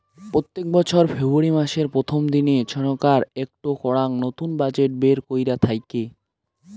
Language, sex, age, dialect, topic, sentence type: Bengali, male, <18, Rajbangshi, banking, statement